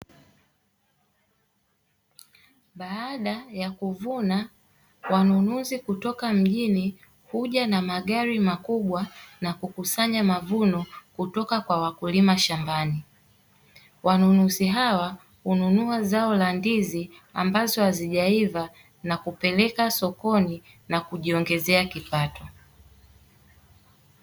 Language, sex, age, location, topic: Swahili, female, 18-24, Dar es Salaam, agriculture